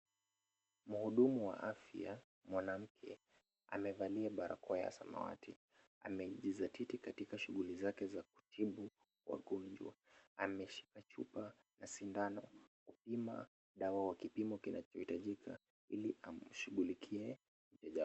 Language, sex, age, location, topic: Swahili, male, 25-35, Kisumu, health